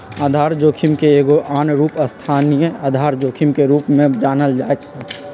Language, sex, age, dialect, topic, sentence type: Magahi, male, 56-60, Western, banking, statement